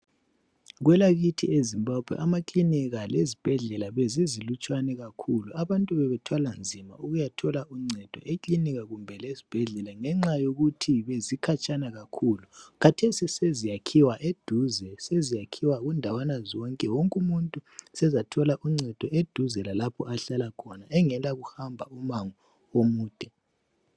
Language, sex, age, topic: North Ndebele, male, 18-24, health